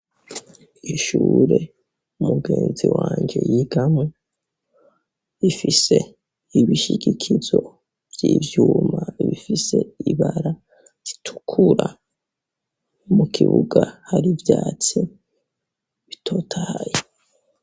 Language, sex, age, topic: Rundi, male, 18-24, education